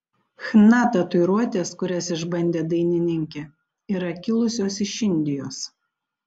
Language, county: Lithuanian, Panevėžys